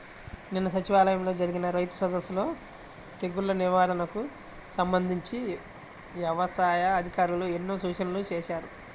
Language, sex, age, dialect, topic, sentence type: Telugu, male, 25-30, Central/Coastal, agriculture, statement